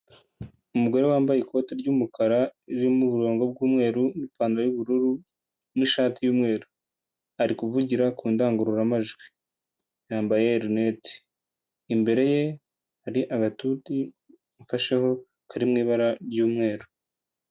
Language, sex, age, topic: Kinyarwanda, male, 18-24, government